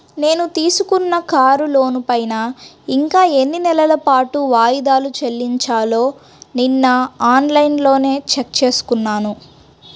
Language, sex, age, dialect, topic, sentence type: Telugu, female, 31-35, Central/Coastal, banking, statement